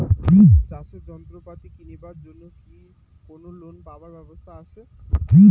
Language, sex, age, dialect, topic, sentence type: Bengali, male, 18-24, Rajbangshi, agriculture, question